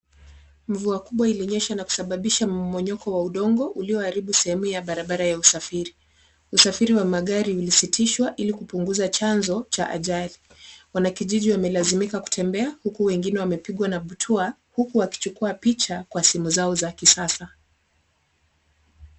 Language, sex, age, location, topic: Swahili, female, 18-24, Kisumu, health